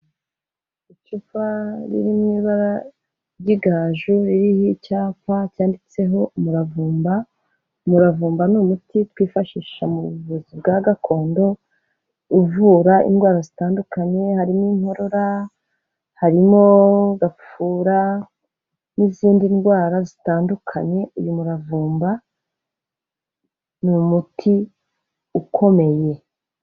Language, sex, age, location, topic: Kinyarwanda, female, 36-49, Kigali, health